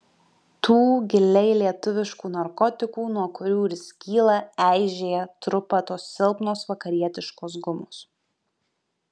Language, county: Lithuanian, Kaunas